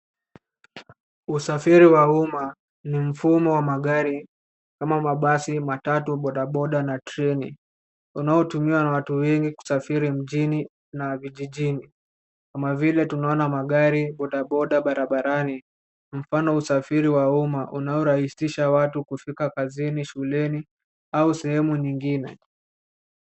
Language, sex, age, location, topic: Swahili, male, 18-24, Nairobi, government